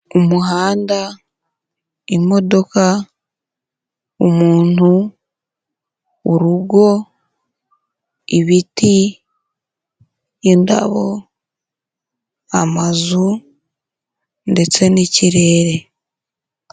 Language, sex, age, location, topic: Kinyarwanda, female, 18-24, Huye, government